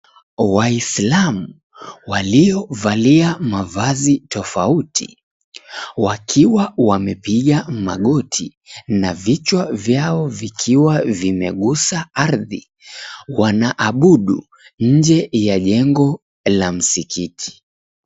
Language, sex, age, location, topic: Swahili, female, 18-24, Mombasa, government